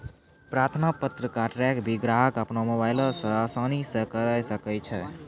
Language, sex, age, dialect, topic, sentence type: Maithili, male, 18-24, Angika, banking, statement